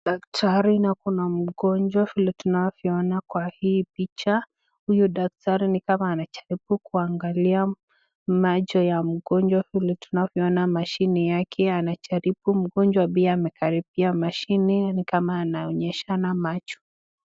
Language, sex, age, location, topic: Swahili, female, 18-24, Nakuru, health